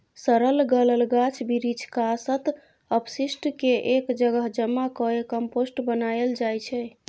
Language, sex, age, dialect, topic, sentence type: Maithili, female, 41-45, Bajjika, agriculture, statement